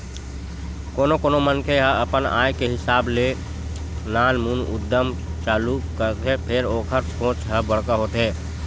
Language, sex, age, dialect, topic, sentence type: Chhattisgarhi, male, 25-30, Western/Budati/Khatahi, banking, statement